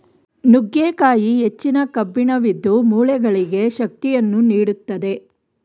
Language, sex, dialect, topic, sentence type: Kannada, female, Mysore Kannada, agriculture, statement